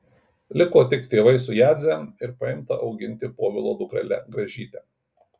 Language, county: Lithuanian, Kaunas